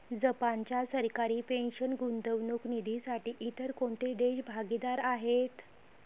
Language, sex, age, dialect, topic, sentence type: Marathi, female, 25-30, Varhadi, banking, statement